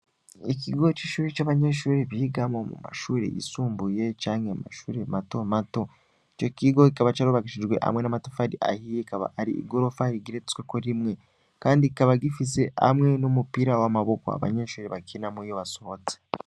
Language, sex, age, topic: Rundi, male, 18-24, education